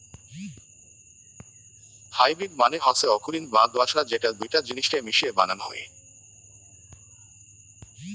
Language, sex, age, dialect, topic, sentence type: Bengali, male, 18-24, Rajbangshi, banking, statement